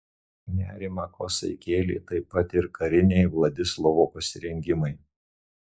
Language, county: Lithuanian, Marijampolė